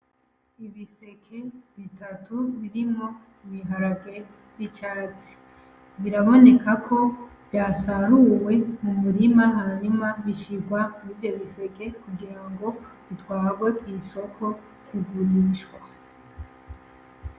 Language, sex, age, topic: Rundi, female, 25-35, agriculture